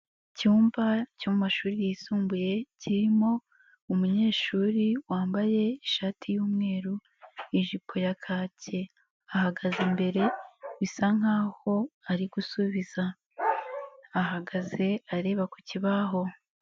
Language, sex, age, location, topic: Kinyarwanda, female, 18-24, Nyagatare, education